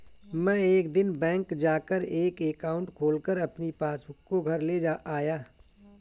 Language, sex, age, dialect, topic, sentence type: Hindi, male, 41-45, Awadhi Bundeli, banking, statement